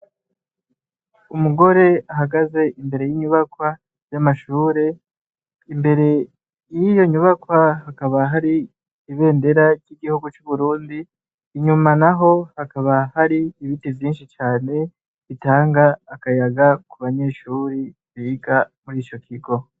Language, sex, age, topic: Rundi, male, 18-24, education